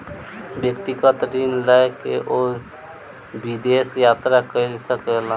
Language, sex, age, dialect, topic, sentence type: Maithili, male, 18-24, Southern/Standard, banking, statement